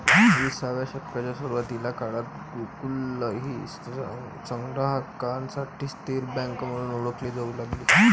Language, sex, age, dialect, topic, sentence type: Marathi, male, 18-24, Varhadi, banking, statement